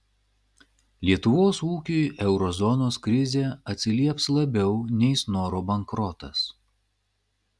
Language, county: Lithuanian, Klaipėda